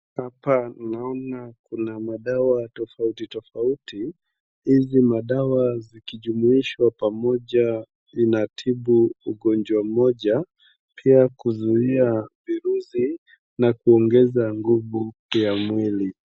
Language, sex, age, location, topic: Swahili, male, 25-35, Wajir, health